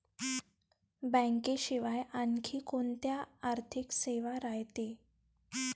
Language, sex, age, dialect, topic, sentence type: Marathi, female, 18-24, Varhadi, banking, question